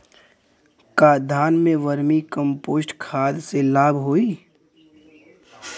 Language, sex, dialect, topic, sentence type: Bhojpuri, male, Western, agriculture, question